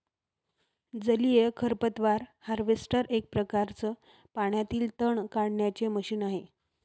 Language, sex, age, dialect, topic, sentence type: Marathi, female, 36-40, Northern Konkan, agriculture, statement